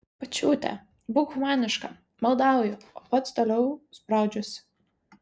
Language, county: Lithuanian, Vilnius